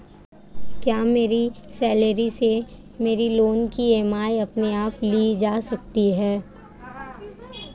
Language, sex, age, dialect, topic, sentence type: Hindi, female, 18-24, Marwari Dhudhari, banking, question